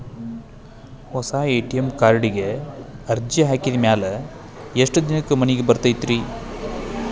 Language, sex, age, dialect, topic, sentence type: Kannada, male, 36-40, Dharwad Kannada, banking, question